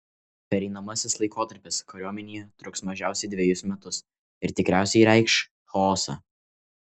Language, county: Lithuanian, Kaunas